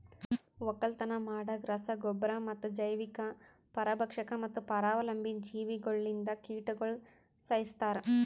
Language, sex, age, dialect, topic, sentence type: Kannada, female, 31-35, Northeastern, agriculture, statement